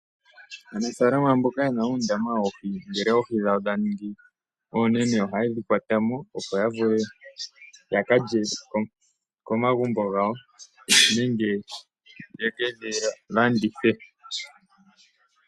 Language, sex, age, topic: Oshiwambo, male, 18-24, agriculture